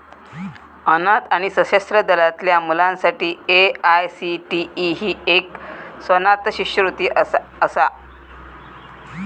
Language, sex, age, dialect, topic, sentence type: Marathi, female, 41-45, Southern Konkan, banking, statement